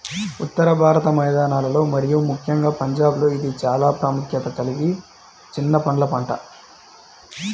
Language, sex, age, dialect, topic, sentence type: Telugu, male, 25-30, Central/Coastal, agriculture, statement